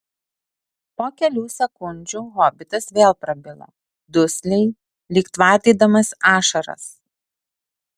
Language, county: Lithuanian, Alytus